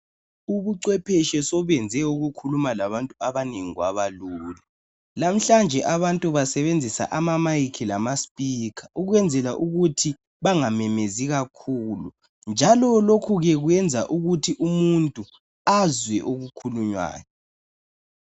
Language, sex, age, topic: North Ndebele, male, 18-24, health